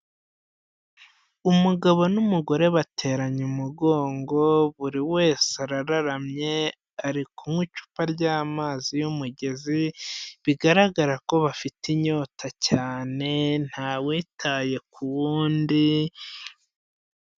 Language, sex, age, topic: Kinyarwanda, male, 25-35, health